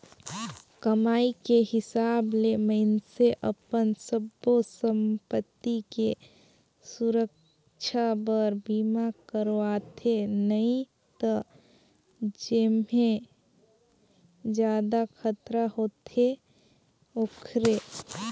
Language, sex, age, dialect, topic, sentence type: Chhattisgarhi, female, 18-24, Northern/Bhandar, banking, statement